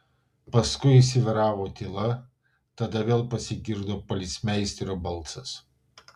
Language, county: Lithuanian, Vilnius